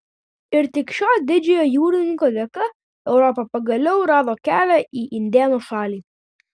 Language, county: Lithuanian, Vilnius